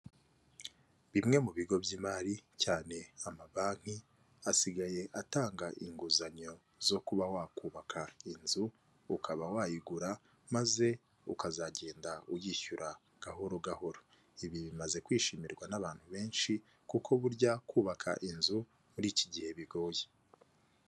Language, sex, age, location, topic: Kinyarwanda, male, 25-35, Kigali, finance